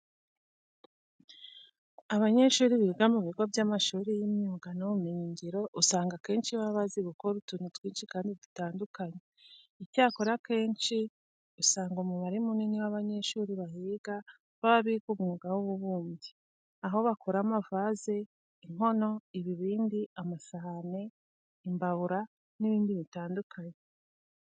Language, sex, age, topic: Kinyarwanda, female, 25-35, education